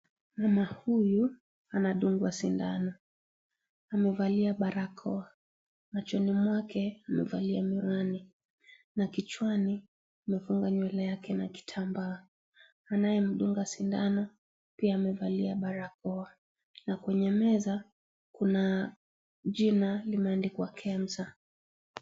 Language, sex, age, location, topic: Swahili, female, 25-35, Kisii, health